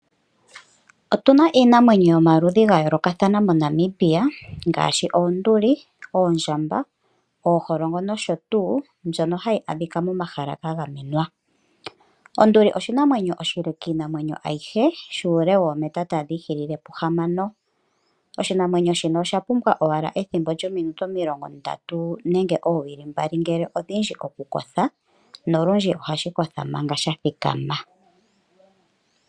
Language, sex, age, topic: Oshiwambo, female, 25-35, agriculture